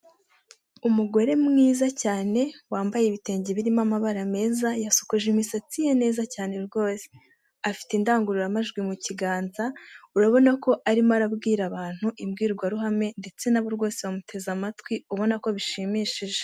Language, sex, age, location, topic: Kinyarwanda, female, 18-24, Huye, government